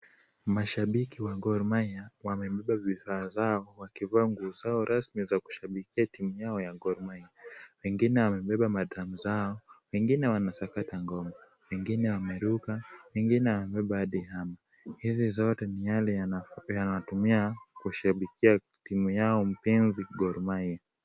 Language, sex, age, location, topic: Swahili, male, 25-35, Kisumu, government